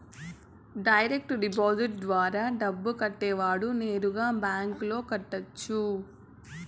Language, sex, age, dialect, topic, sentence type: Telugu, female, 18-24, Southern, banking, statement